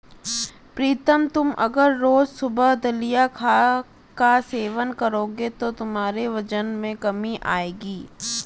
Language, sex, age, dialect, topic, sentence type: Hindi, female, 18-24, Marwari Dhudhari, agriculture, statement